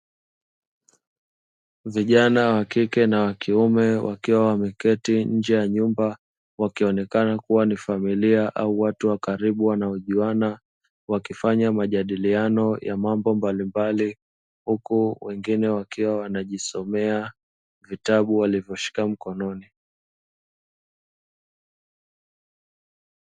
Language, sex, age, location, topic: Swahili, male, 25-35, Dar es Salaam, education